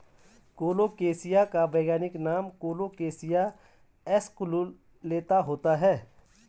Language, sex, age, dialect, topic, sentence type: Hindi, male, 36-40, Garhwali, agriculture, statement